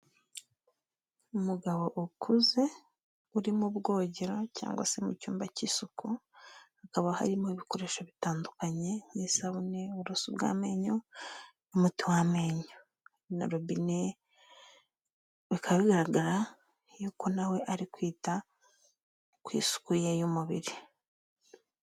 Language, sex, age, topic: Kinyarwanda, female, 25-35, health